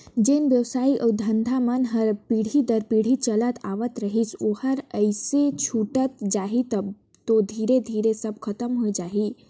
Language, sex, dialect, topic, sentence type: Chhattisgarhi, female, Northern/Bhandar, banking, statement